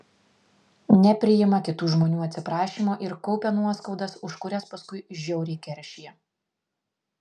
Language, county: Lithuanian, Vilnius